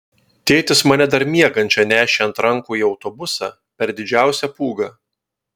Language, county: Lithuanian, Telšiai